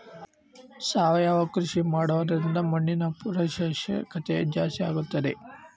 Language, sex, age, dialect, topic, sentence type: Kannada, male, 18-24, Central, agriculture, question